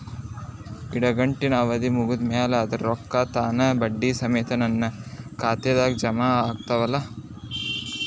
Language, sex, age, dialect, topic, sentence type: Kannada, male, 18-24, Dharwad Kannada, banking, question